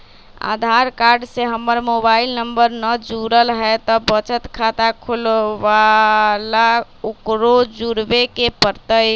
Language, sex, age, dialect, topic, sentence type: Magahi, male, 25-30, Western, banking, question